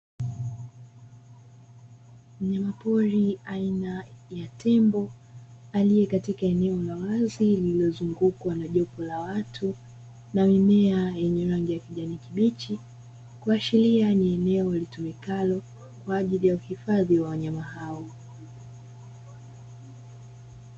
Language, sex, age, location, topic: Swahili, female, 25-35, Dar es Salaam, agriculture